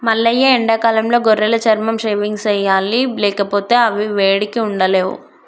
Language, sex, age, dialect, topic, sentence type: Telugu, male, 25-30, Telangana, agriculture, statement